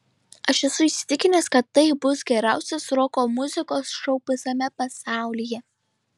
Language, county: Lithuanian, Šiauliai